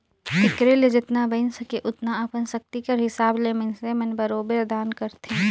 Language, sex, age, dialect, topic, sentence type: Chhattisgarhi, female, 18-24, Northern/Bhandar, banking, statement